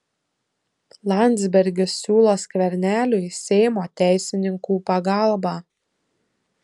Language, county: Lithuanian, Telšiai